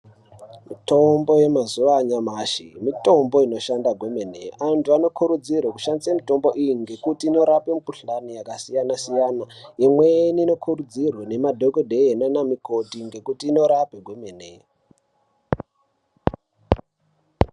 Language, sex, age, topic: Ndau, male, 18-24, health